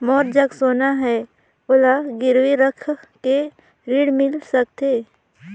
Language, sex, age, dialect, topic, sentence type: Chhattisgarhi, female, 18-24, Northern/Bhandar, banking, question